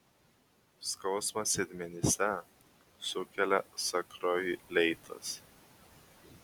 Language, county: Lithuanian, Vilnius